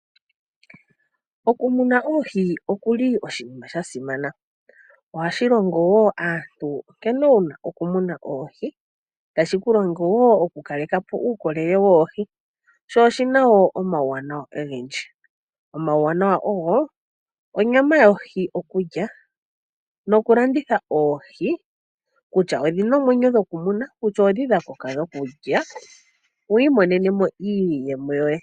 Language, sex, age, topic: Oshiwambo, female, 25-35, agriculture